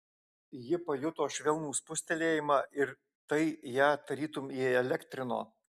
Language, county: Lithuanian, Alytus